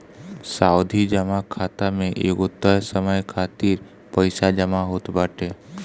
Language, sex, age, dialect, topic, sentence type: Bhojpuri, male, 25-30, Northern, banking, statement